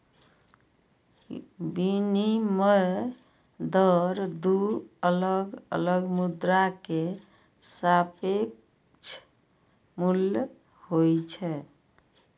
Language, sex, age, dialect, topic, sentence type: Maithili, female, 51-55, Eastern / Thethi, banking, statement